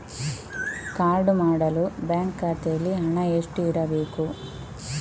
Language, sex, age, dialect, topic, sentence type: Kannada, female, 18-24, Coastal/Dakshin, banking, question